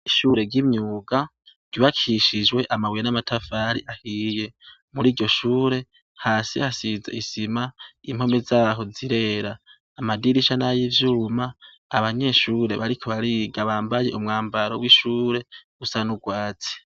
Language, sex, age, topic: Rundi, male, 18-24, education